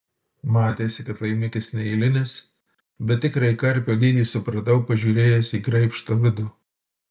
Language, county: Lithuanian, Utena